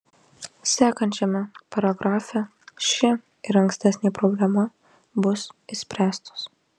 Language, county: Lithuanian, Marijampolė